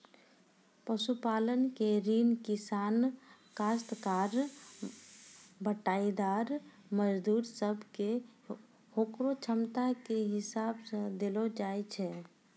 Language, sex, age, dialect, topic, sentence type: Maithili, female, 60-100, Angika, agriculture, statement